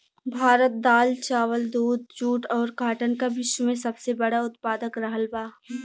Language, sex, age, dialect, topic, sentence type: Bhojpuri, female, 18-24, Western, agriculture, statement